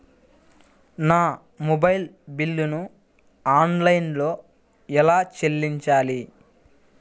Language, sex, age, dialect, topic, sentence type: Telugu, male, 41-45, Central/Coastal, banking, question